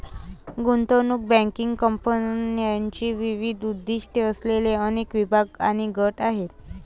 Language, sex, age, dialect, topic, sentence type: Marathi, female, 25-30, Varhadi, banking, statement